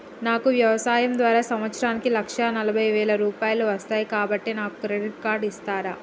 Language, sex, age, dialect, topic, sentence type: Telugu, female, 18-24, Telangana, banking, question